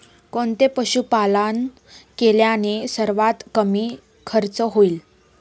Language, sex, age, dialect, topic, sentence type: Marathi, female, 18-24, Standard Marathi, agriculture, question